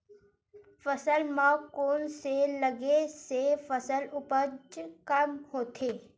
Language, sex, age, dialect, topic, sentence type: Chhattisgarhi, female, 18-24, Western/Budati/Khatahi, agriculture, question